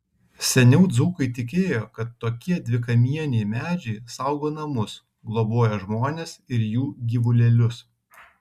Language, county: Lithuanian, Kaunas